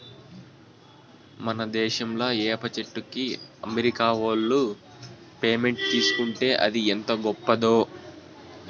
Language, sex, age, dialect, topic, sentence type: Telugu, male, 18-24, Southern, agriculture, statement